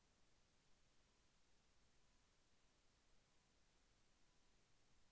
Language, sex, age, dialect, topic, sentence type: Telugu, male, 25-30, Central/Coastal, banking, question